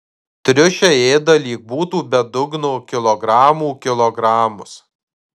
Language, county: Lithuanian, Marijampolė